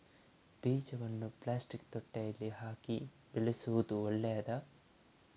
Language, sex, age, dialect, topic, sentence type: Kannada, male, 18-24, Coastal/Dakshin, agriculture, question